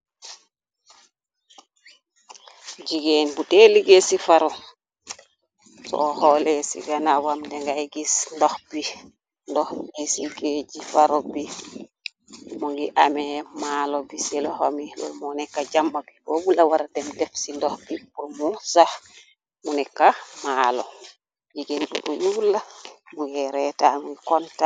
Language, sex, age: Wolof, female, 25-35